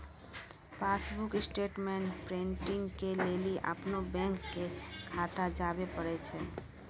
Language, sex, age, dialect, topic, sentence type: Maithili, female, 60-100, Angika, banking, statement